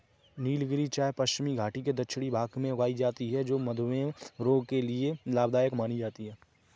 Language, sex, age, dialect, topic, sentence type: Hindi, male, 25-30, Kanauji Braj Bhasha, agriculture, statement